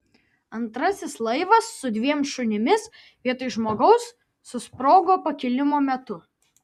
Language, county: Lithuanian, Vilnius